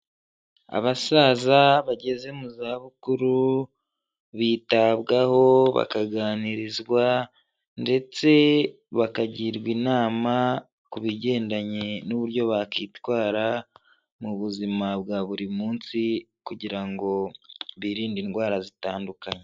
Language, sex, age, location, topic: Kinyarwanda, male, 25-35, Huye, health